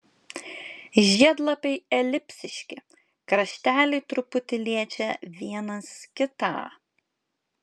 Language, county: Lithuanian, Klaipėda